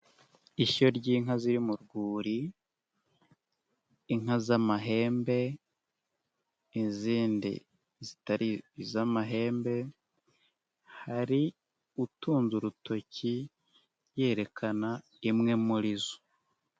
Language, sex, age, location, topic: Kinyarwanda, male, 18-24, Nyagatare, agriculture